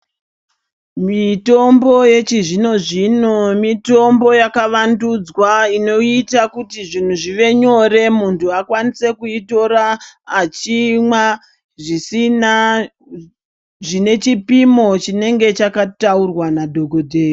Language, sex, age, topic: Ndau, male, 36-49, health